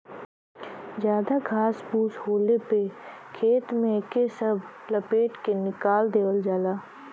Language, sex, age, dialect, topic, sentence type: Bhojpuri, female, 25-30, Western, agriculture, statement